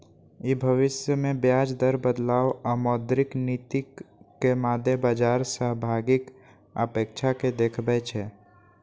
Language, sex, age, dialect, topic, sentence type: Maithili, male, 18-24, Eastern / Thethi, banking, statement